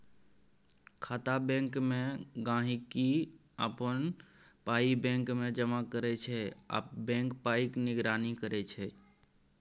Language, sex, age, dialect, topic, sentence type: Maithili, male, 18-24, Bajjika, banking, statement